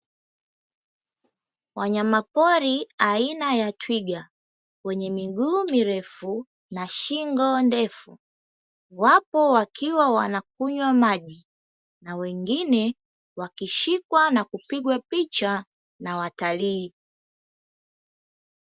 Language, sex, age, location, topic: Swahili, female, 25-35, Dar es Salaam, agriculture